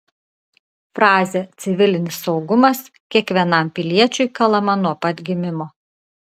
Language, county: Lithuanian, Klaipėda